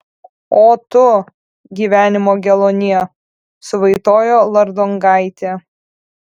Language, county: Lithuanian, Kaunas